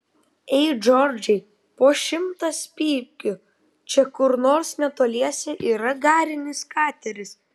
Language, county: Lithuanian, Vilnius